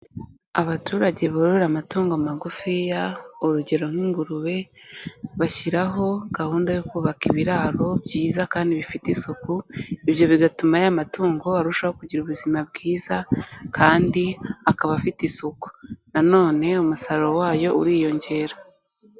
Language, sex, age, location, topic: Kinyarwanda, female, 18-24, Kigali, agriculture